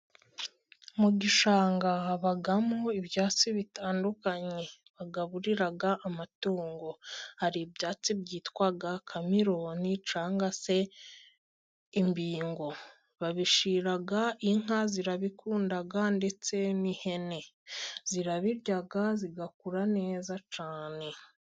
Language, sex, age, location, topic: Kinyarwanda, female, 18-24, Musanze, agriculture